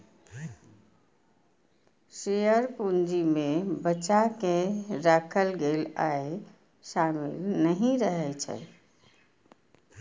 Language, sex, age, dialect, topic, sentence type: Maithili, female, 41-45, Eastern / Thethi, banking, statement